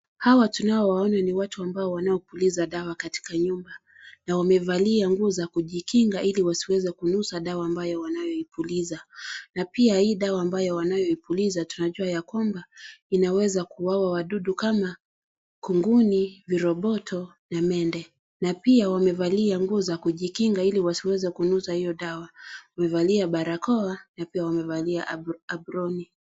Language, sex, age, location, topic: Swahili, female, 25-35, Kisii, health